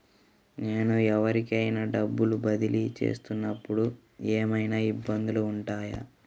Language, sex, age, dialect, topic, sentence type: Telugu, male, 36-40, Central/Coastal, banking, question